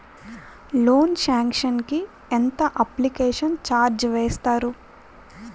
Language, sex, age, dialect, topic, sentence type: Telugu, female, 41-45, Utterandhra, banking, question